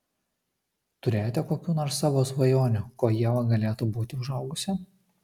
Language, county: Lithuanian, Kaunas